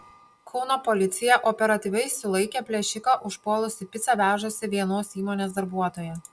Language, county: Lithuanian, Panevėžys